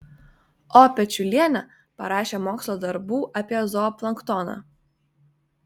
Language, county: Lithuanian, Vilnius